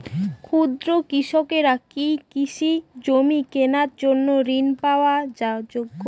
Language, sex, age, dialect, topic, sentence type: Bengali, female, 18-24, Northern/Varendri, agriculture, statement